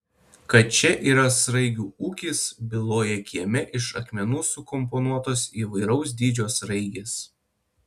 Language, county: Lithuanian, Panevėžys